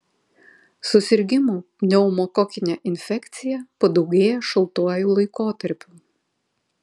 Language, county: Lithuanian, Vilnius